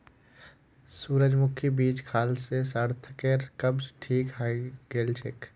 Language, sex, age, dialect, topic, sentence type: Magahi, male, 46-50, Northeastern/Surjapuri, agriculture, statement